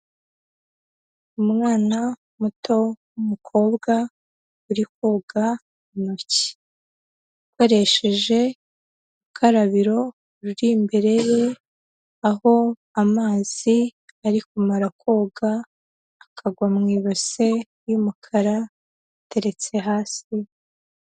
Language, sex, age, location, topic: Kinyarwanda, female, 18-24, Huye, health